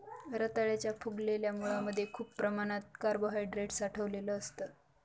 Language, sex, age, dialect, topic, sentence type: Marathi, female, 18-24, Northern Konkan, agriculture, statement